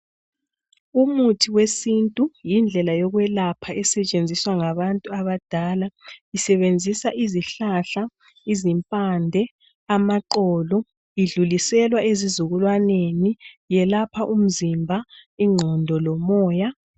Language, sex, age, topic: North Ndebele, male, 36-49, health